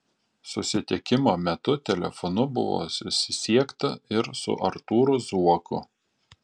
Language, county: Lithuanian, Panevėžys